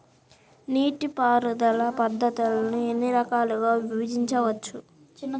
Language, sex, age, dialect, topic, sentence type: Telugu, female, 18-24, Central/Coastal, agriculture, question